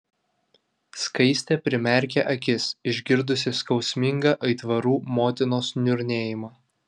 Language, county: Lithuanian, Vilnius